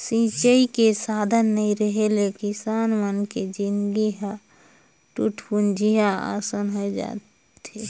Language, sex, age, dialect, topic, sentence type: Chhattisgarhi, female, 31-35, Northern/Bhandar, agriculture, statement